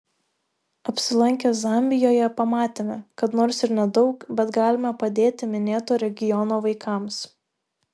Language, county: Lithuanian, Šiauliai